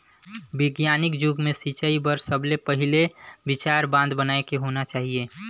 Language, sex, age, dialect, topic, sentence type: Chhattisgarhi, male, 25-30, Northern/Bhandar, agriculture, statement